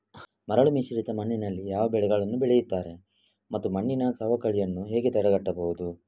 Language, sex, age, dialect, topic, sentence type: Kannada, male, 25-30, Coastal/Dakshin, agriculture, question